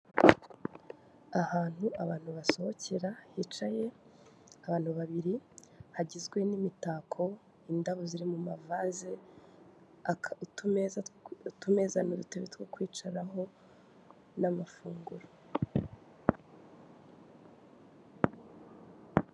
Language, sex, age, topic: Kinyarwanda, female, 18-24, finance